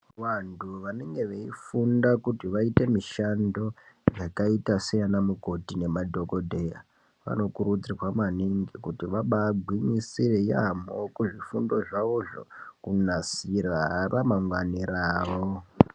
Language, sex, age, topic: Ndau, male, 18-24, health